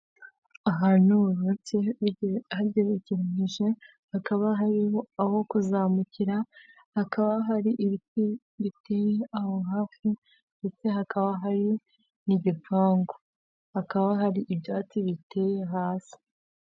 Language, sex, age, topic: Kinyarwanda, female, 18-24, government